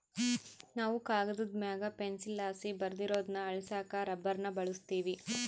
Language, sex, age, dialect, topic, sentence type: Kannada, female, 25-30, Central, agriculture, statement